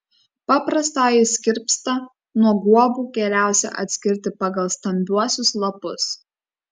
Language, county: Lithuanian, Kaunas